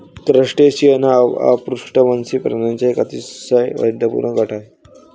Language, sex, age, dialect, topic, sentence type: Marathi, male, 18-24, Varhadi, agriculture, statement